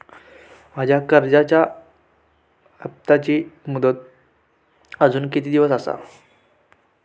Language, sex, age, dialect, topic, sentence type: Marathi, male, 18-24, Southern Konkan, banking, question